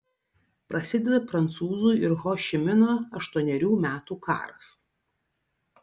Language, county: Lithuanian, Vilnius